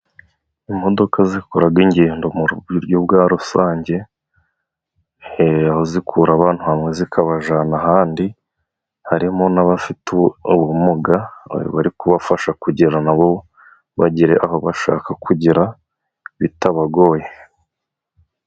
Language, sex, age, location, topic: Kinyarwanda, male, 25-35, Musanze, government